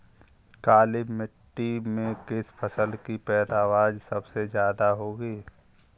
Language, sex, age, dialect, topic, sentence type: Hindi, male, 51-55, Kanauji Braj Bhasha, agriculture, question